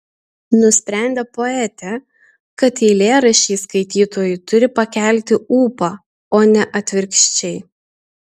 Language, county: Lithuanian, Utena